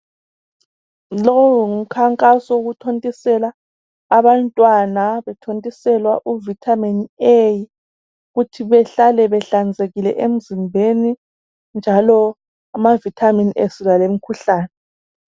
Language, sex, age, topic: North Ndebele, male, 25-35, health